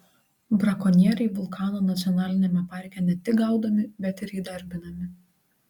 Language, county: Lithuanian, Marijampolė